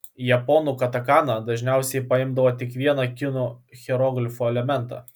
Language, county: Lithuanian, Klaipėda